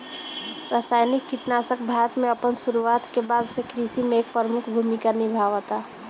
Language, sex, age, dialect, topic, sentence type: Bhojpuri, female, 18-24, Northern, agriculture, statement